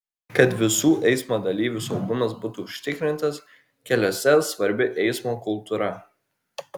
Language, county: Lithuanian, Kaunas